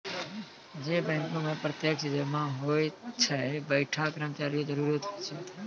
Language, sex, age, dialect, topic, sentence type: Maithili, male, 25-30, Angika, banking, statement